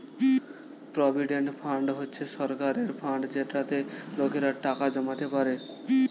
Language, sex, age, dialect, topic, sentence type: Bengali, male, 18-24, Standard Colloquial, banking, statement